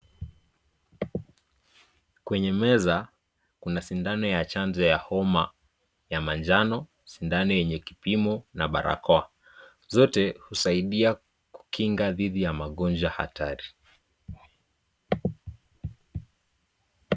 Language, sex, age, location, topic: Swahili, male, 18-24, Nakuru, health